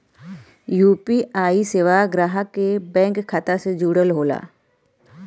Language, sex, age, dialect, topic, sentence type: Bhojpuri, female, 36-40, Western, banking, statement